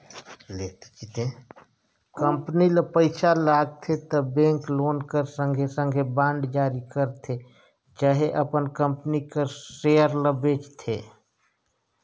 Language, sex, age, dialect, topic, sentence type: Chhattisgarhi, male, 46-50, Northern/Bhandar, banking, statement